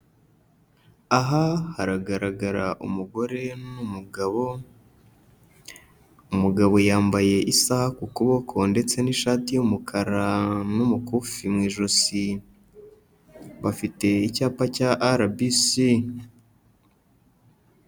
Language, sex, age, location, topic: Kinyarwanda, male, 25-35, Kigali, health